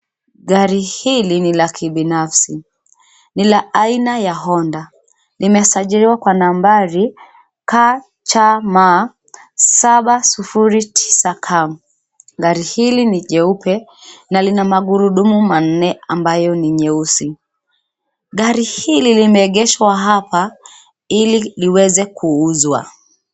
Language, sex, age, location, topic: Swahili, female, 25-35, Nairobi, finance